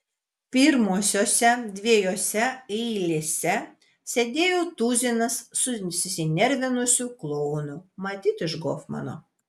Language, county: Lithuanian, Vilnius